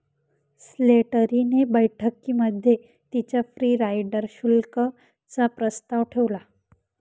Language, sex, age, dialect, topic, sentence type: Marathi, female, 18-24, Northern Konkan, banking, statement